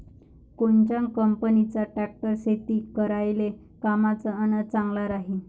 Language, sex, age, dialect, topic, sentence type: Marathi, female, 60-100, Varhadi, agriculture, question